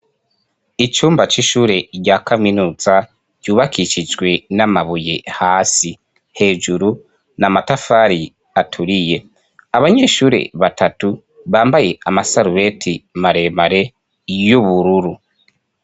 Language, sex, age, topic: Rundi, female, 25-35, education